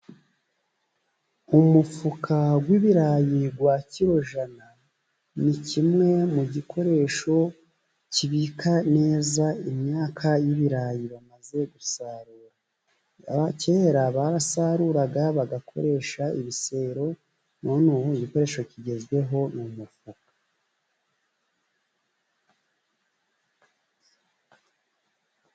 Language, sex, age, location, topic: Kinyarwanda, male, 36-49, Musanze, agriculture